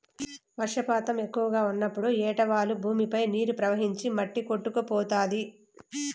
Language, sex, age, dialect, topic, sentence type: Telugu, female, 18-24, Southern, agriculture, statement